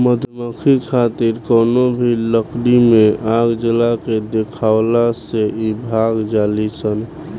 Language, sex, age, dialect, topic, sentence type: Bhojpuri, male, 18-24, Southern / Standard, agriculture, statement